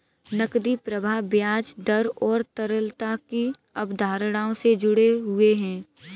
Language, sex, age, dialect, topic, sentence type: Hindi, female, 18-24, Kanauji Braj Bhasha, banking, statement